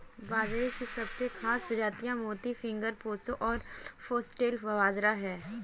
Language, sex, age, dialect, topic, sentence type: Hindi, female, 18-24, Kanauji Braj Bhasha, agriculture, statement